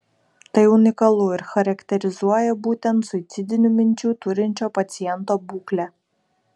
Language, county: Lithuanian, Kaunas